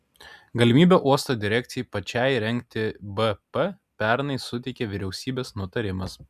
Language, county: Lithuanian, Kaunas